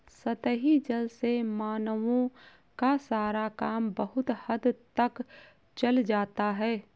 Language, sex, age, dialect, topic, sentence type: Hindi, female, 25-30, Awadhi Bundeli, agriculture, statement